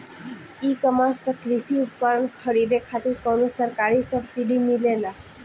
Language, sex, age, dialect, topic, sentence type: Bhojpuri, female, 18-24, Northern, agriculture, question